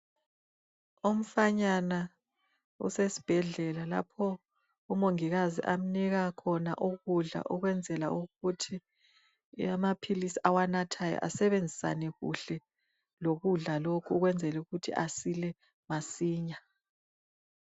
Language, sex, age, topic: North Ndebele, female, 25-35, health